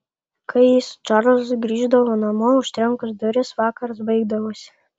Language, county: Lithuanian, Klaipėda